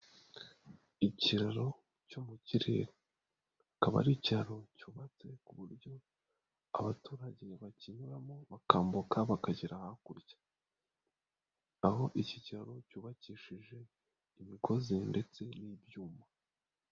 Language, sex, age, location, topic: Kinyarwanda, male, 25-35, Nyagatare, government